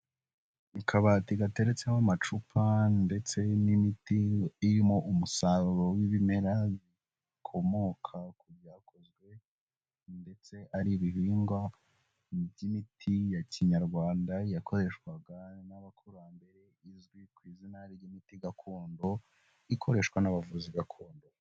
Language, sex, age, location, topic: Kinyarwanda, male, 18-24, Huye, health